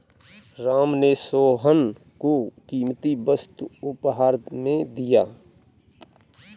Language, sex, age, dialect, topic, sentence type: Hindi, male, 31-35, Kanauji Braj Bhasha, banking, statement